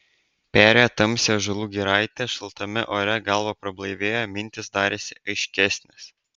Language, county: Lithuanian, Vilnius